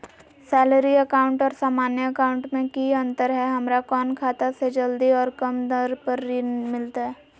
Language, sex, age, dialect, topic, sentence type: Magahi, female, 18-24, Southern, banking, question